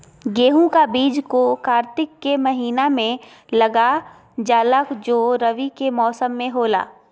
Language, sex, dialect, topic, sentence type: Magahi, female, Southern, agriculture, question